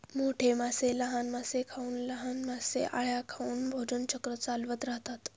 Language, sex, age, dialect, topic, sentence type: Marathi, female, 36-40, Standard Marathi, agriculture, statement